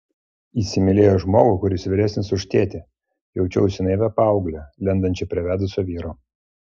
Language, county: Lithuanian, Klaipėda